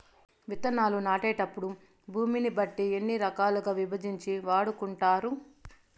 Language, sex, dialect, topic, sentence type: Telugu, female, Southern, agriculture, question